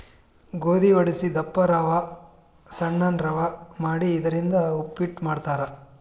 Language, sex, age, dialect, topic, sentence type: Kannada, male, 25-30, Northeastern, agriculture, statement